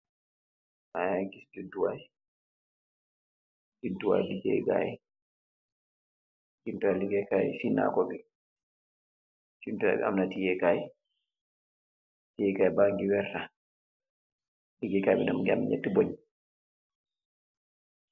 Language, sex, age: Wolof, male, 36-49